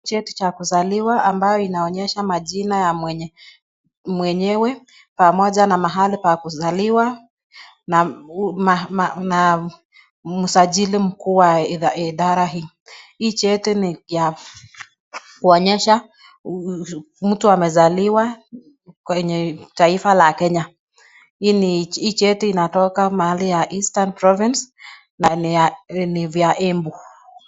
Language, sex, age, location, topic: Swahili, female, 25-35, Nakuru, government